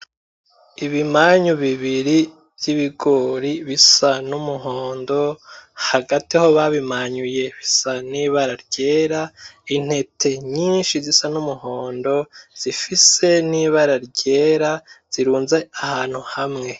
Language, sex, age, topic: Rundi, male, 25-35, agriculture